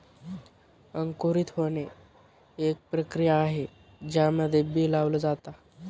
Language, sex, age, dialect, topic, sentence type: Marathi, male, 18-24, Northern Konkan, agriculture, statement